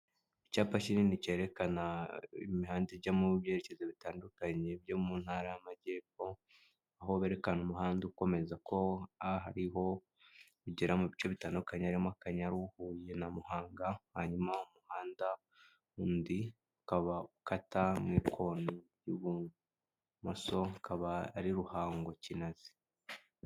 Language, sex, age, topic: Kinyarwanda, male, 18-24, government